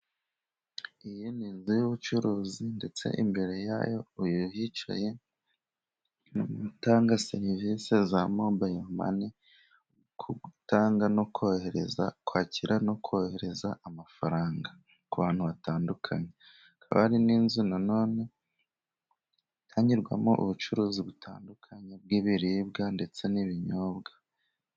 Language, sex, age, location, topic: Kinyarwanda, male, 25-35, Musanze, finance